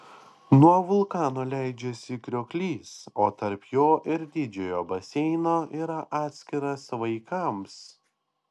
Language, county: Lithuanian, Panevėžys